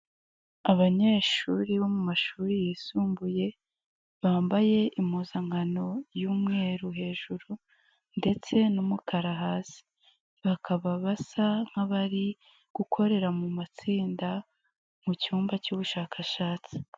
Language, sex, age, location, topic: Kinyarwanda, female, 18-24, Nyagatare, education